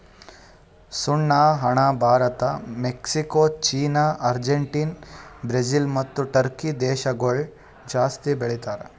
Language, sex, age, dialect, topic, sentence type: Kannada, male, 18-24, Northeastern, agriculture, statement